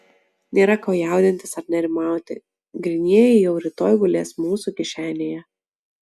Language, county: Lithuanian, Utena